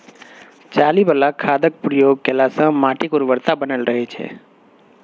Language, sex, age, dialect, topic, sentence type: Maithili, female, 36-40, Bajjika, agriculture, statement